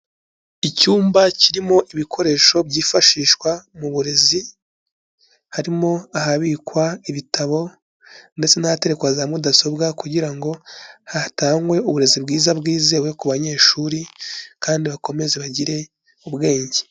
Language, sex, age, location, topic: Kinyarwanda, male, 25-35, Kigali, education